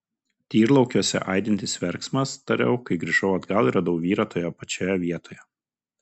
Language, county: Lithuanian, Kaunas